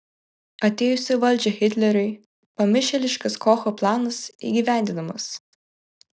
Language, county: Lithuanian, Vilnius